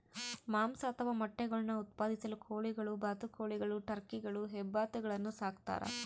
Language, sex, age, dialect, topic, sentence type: Kannada, female, 31-35, Central, agriculture, statement